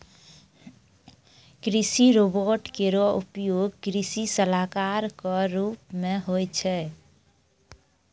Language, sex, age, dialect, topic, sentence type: Maithili, female, 25-30, Angika, agriculture, statement